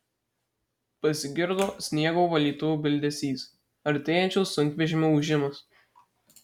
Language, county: Lithuanian, Marijampolė